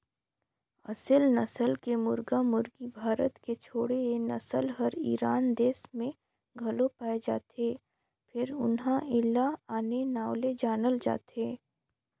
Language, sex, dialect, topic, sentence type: Chhattisgarhi, female, Northern/Bhandar, agriculture, statement